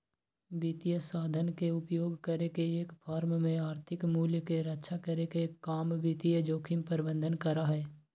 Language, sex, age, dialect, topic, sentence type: Magahi, male, 18-24, Western, banking, statement